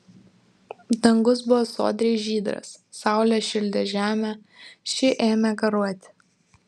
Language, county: Lithuanian, Vilnius